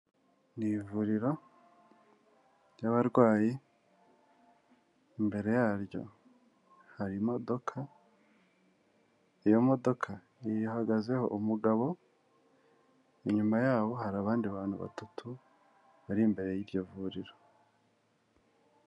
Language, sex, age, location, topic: Kinyarwanda, male, 25-35, Kigali, health